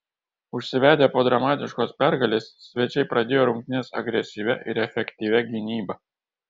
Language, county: Lithuanian, Kaunas